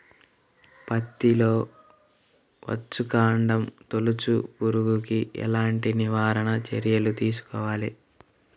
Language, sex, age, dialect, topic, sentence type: Telugu, male, 36-40, Central/Coastal, agriculture, question